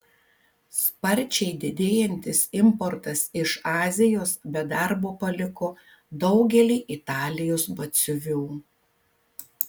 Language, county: Lithuanian, Kaunas